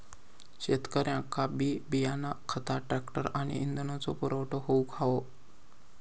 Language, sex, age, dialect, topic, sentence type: Marathi, male, 18-24, Southern Konkan, agriculture, statement